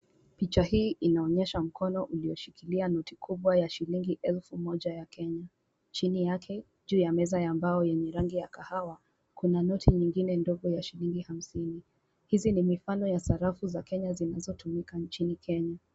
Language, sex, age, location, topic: Swahili, female, 18-24, Kisumu, finance